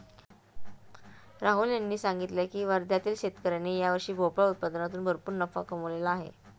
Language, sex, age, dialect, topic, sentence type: Marathi, female, 31-35, Standard Marathi, agriculture, statement